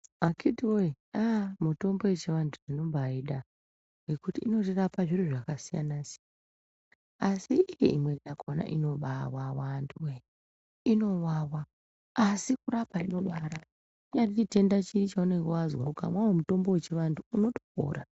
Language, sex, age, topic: Ndau, female, 36-49, health